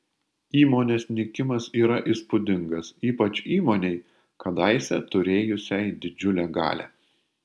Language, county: Lithuanian, Panevėžys